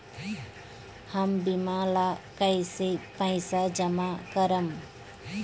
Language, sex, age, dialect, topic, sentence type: Bhojpuri, female, 36-40, Northern, banking, question